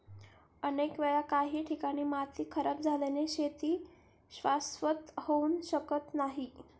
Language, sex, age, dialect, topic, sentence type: Marathi, female, 18-24, Standard Marathi, agriculture, statement